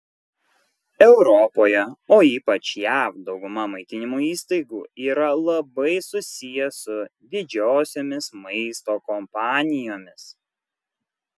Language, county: Lithuanian, Kaunas